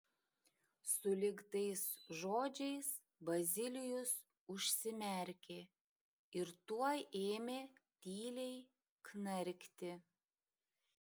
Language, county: Lithuanian, Šiauliai